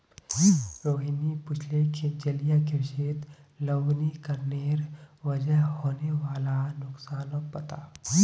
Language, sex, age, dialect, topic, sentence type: Magahi, male, 18-24, Northeastern/Surjapuri, agriculture, statement